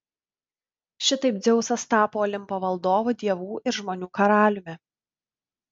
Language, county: Lithuanian, Vilnius